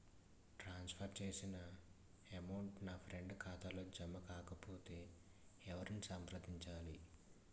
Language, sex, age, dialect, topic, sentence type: Telugu, male, 18-24, Utterandhra, banking, question